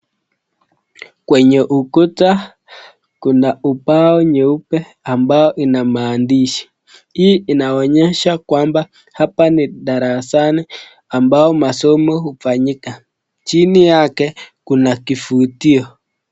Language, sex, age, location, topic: Swahili, male, 18-24, Nakuru, education